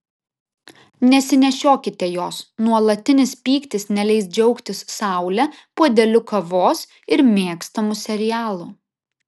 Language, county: Lithuanian, Vilnius